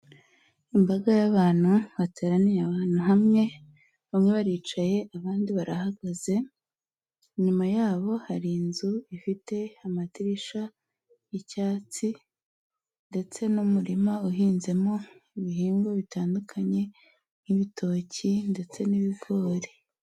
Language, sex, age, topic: Kinyarwanda, female, 18-24, government